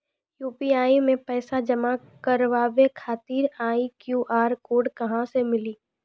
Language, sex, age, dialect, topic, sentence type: Maithili, female, 25-30, Angika, banking, question